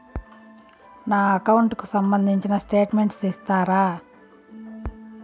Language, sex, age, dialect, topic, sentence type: Telugu, female, 41-45, Southern, banking, question